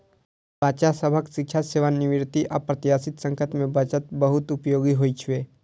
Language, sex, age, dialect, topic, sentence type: Maithili, male, 18-24, Eastern / Thethi, banking, statement